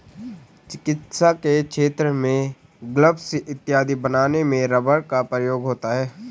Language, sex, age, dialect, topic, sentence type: Hindi, male, 18-24, Garhwali, agriculture, statement